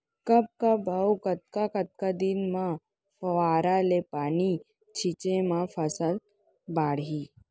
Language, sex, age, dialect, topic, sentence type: Chhattisgarhi, female, 18-24, Central, agriculture, question